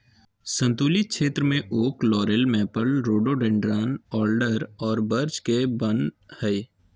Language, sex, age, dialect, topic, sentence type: Magahi, male, 18-24, Southern, agriculture, statement